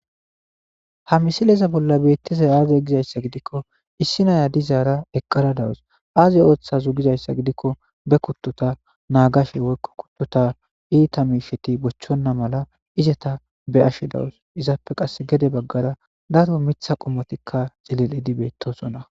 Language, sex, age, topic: Gamo, male, 18-24, agriculture